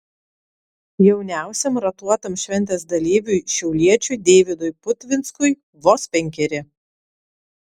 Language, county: Lithuanian, Vilnius